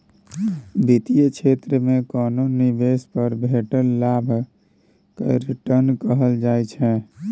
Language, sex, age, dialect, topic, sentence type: Maithili, male, 18-24, Bajjika, banking, statement